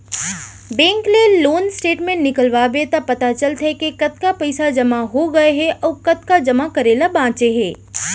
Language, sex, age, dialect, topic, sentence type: Chhattisgarhi, female, 25-30, Central, banking, statement